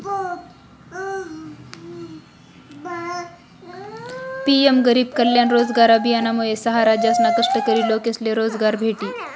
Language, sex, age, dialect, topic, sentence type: Marathi, female, 25-30, Northern Konkan, banking, statement